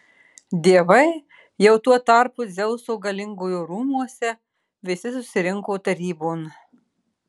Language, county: Lithuanian, Marijampolė